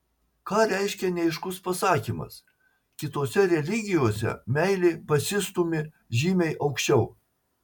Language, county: Lithuanian, Marijampolė